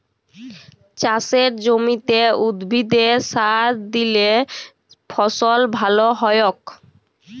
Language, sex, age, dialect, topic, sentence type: Bengali, female, 18-24, Jharkhandi, agriculture, statement